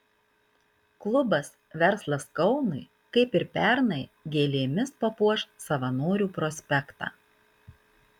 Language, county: Lithuanian, Marijampolė